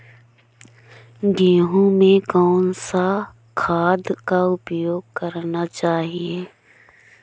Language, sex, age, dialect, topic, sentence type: Hindi, female, 25-30, Awadhi Bundeli, agriculture, question